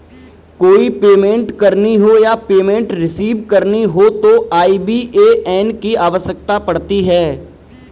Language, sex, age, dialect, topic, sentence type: Hindi, male, 18-24, Kanauji Braj Bhasha, banking, statement